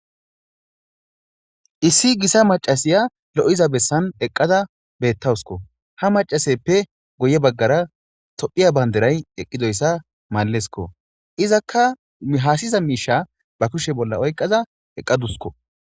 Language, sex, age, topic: Gamo, male, 18-24, government